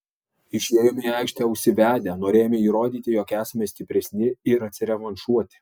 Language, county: Lithuanian, Alytus